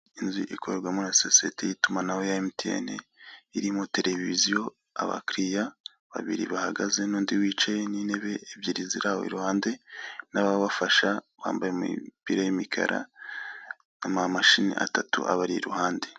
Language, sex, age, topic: Kinyarwanda, male, 25-35, finance